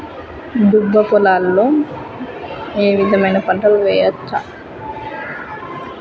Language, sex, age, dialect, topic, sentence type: Telugu, female, 31-35, Telangana, agriculture, question